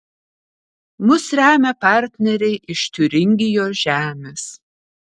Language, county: Lithuanian, Kaunas